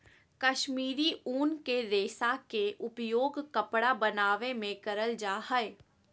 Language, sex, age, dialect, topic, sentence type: Magahi, female, 18-24, Southern, agriculture, statement